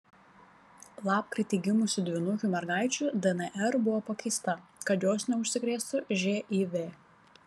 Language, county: Lithuanian, Panevėžys